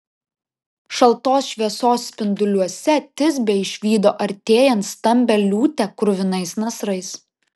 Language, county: Lithuanian, Vilnius